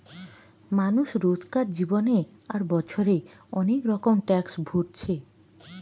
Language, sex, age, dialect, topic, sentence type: Bengali, female, 25-30, Western, banking, statement